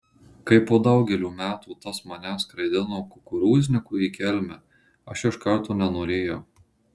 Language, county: Lithuanian, Marijampolė